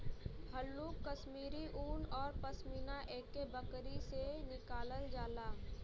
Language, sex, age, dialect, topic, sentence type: Bhojpuri, female, 18-24, Western, agriculture, statement